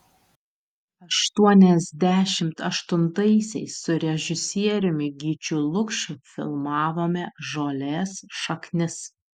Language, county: Lithuanian, Utena